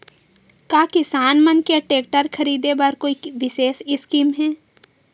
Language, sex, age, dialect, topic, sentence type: Chhattisgarhi, female, 18-24, Western/Budati/Khatahi, agriculture, statement